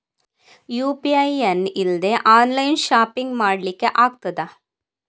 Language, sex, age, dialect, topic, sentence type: Kannada, female, 41-45, Coastal/Dakshin, banking, question